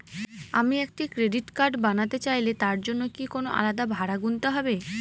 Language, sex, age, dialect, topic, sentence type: Bengali, female, 18-24, Northern/Varendri, banking, question